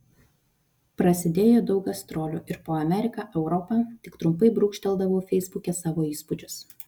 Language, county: Lithuanian, Vilnius